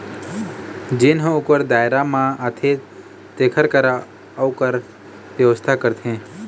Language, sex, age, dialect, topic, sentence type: Chhattisgarhi, male, 18-24, Eastern, banking, statement